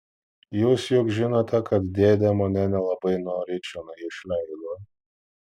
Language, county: Lithuanian, Vilnius